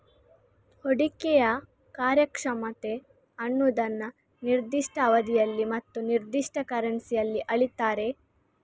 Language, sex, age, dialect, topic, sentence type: Kannada, female, 36-40, Coastal/Dakshin, banking, statement